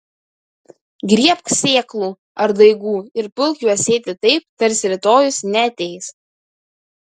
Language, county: Lithuanian, Kaunas